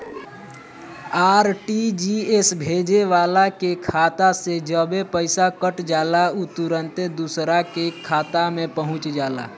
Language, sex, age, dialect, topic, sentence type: Bhojpuri, male, <18, Northern, banking, statement